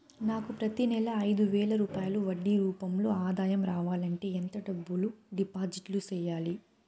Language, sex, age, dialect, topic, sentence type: Telugu, female, 56-60, Southern, banking, question